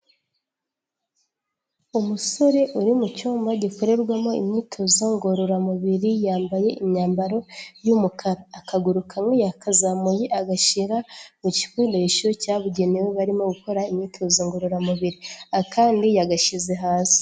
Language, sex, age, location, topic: Kinyarwanda, female, 18-24, Kigali, health